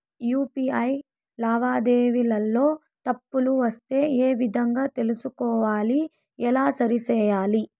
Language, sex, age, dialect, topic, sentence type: Telugu, female, 18-24, Southern, banking, question